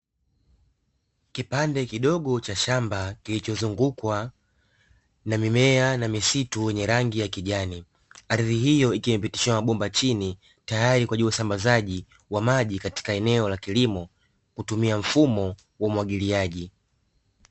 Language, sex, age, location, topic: Swahili, male, 18-24, Dar es Salaam, agriculture